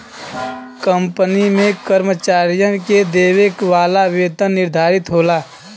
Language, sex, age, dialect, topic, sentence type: Bhojpuri, male, 25-30, Western, banking, statement